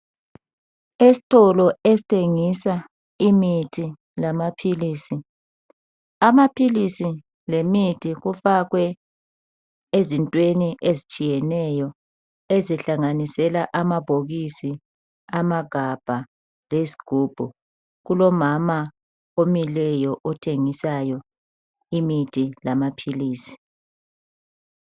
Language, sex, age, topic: North Ndebele, male, 50+, health